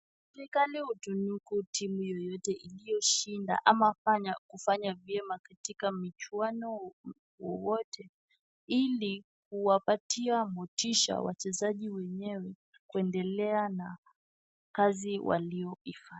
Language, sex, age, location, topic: Swahili, female, 18-24, Kisumu, government